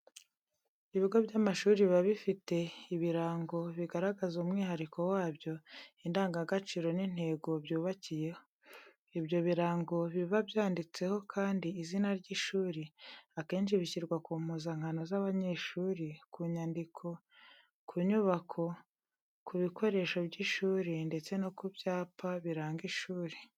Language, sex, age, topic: Kinyarwanda, female, 36-49, education